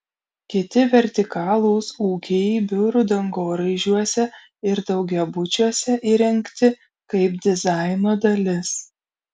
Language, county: Lithuanian, Kaunas